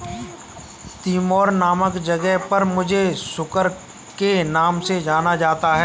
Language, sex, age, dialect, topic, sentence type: Hindi, male, 25-30, Kanauji Braj Bhasha, agriculture, statement